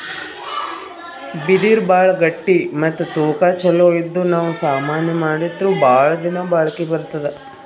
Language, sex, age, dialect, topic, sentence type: Kannada, female, 41-45, Northeastern, agriculture, statement